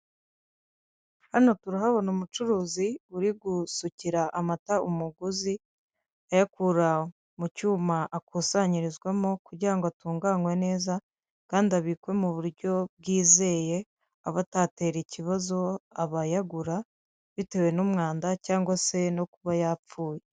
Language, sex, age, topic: Kinyarwanda, female, 50+, finance